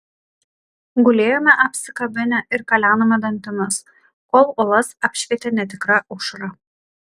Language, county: Lithuanian, Kaunas